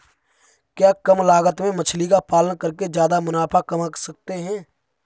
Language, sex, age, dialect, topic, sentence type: Hindi, male, 25-30, Kanauji Braj Bhasha, agriculture, question